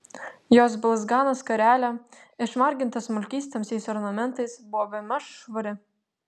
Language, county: Lithuanian, Vilnius